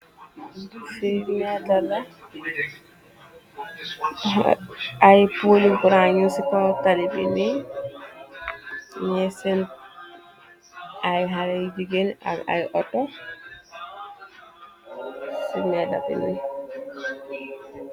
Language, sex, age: Wolof, female, 18-24